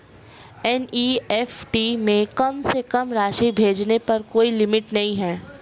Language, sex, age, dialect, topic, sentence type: Hindi, female, 18-24, Marwari Dhudhari, banking, statement